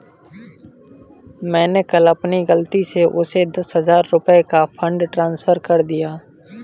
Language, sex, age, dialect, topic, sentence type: Hindi, male, 18-24, Kanauji Braj Bhasha, banking, statement